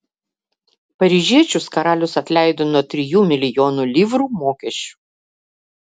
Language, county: Lithuanian, Vilnius